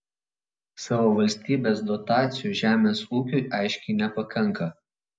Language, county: Lithuanian, Vilnius